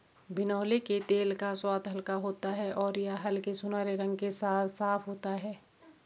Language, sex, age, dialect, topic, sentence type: Hindi, female, 31-35, Garhwali, agriculture, statement